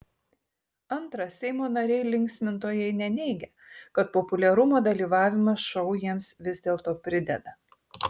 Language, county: Lithuanian, Tauragė